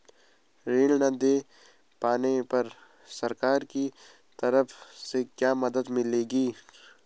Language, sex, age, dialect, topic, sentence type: Hindi, male, 18-24, Garhwali, agriculture, question